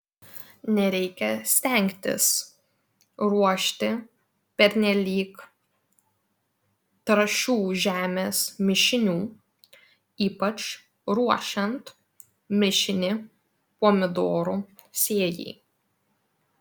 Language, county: Lithuanian, Vilnius